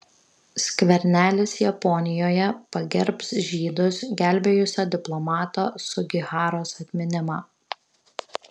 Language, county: Lithuanian, Kaunas